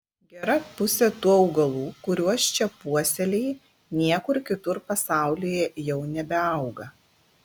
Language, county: Lithuanian, Klaipėda